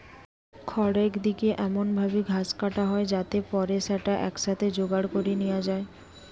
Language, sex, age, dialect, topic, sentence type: Bengali, female, 18-24, Western, agriculture, statement